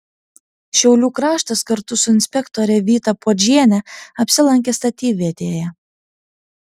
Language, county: Lithuanian, Panevėžys